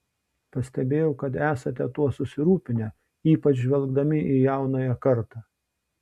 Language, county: Lithuanian, Šiauliai